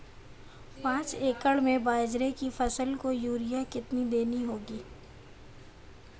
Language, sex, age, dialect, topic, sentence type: Hindi, female, 25-30, Marwari Dhudhari, agriculture, question